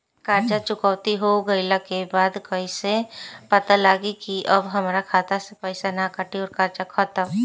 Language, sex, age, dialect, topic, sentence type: Bhojpuri, female, 18-24, Southern / Standard, banking, question